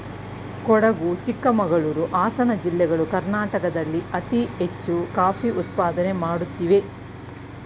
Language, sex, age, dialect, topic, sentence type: Kannada, female, 41-45, Mysore Kannada, agriculture, statement